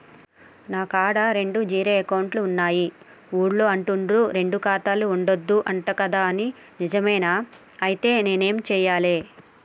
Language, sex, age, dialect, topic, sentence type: Telugu, female, 31-35, Telangana, banking, question